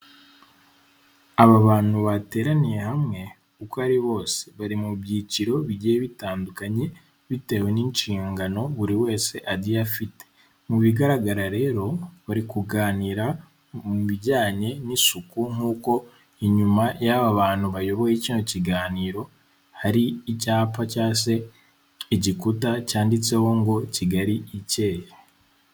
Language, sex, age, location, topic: Kinyarwanda, male, 18-24, Kigali, government